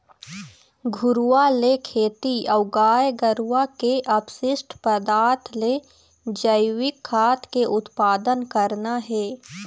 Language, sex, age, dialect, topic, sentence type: Chhattisgarhi, female, 60-100, Eastern, agriculture, statement